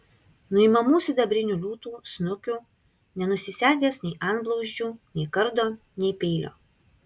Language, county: Lithuanian, Kaunas